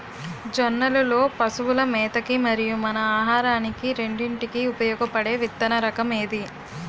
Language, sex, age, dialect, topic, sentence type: Telugu, female, 18-24, Utterandhra, agriculture, question